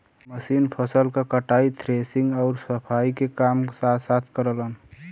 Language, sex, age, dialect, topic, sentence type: Bhojpuri, male, 25-30, Western, agriculture, statement